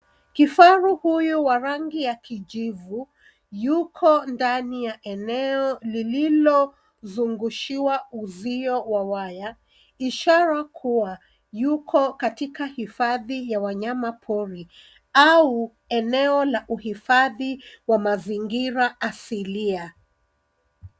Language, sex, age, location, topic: Swahili, female, 36-49, Nairobi, government